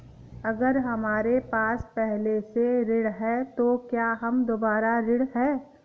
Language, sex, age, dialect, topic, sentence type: Hindi, female, 31-35, Awadhi Bundeli, banking, question